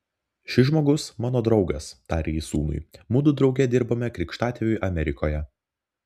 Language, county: Lithuanian, Vilnius